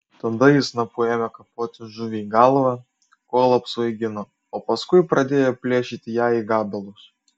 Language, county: Lithuanian, Kaunas